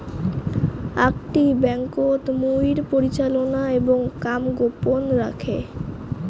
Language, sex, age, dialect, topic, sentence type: Bengali, female, <18, Rajbangshi, banking, statement